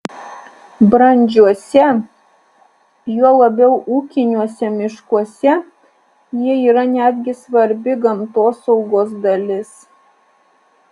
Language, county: Lithuanian, Alytus